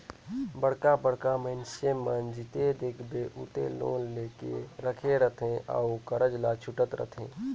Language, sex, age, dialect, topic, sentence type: Chhattisgarhi, male, 25-30, Northern/Bhandar, banking, statement